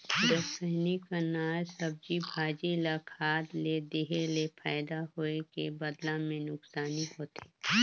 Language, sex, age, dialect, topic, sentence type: Chhattisgarhi, female, 18-24, Northern/Bhandar, agriculture, statement